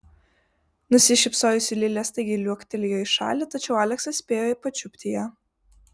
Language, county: Lithuanian, Vilnius